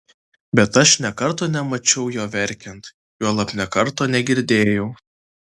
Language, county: Lithuanian, Vilnius